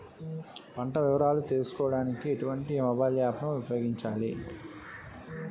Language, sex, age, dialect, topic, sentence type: Telugu, male, 31-35, Utterandhra, agriculture, question